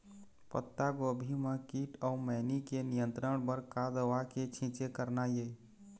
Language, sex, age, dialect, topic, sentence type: Chhattisgarhi, male, 25-30, Eastern, agriculture, question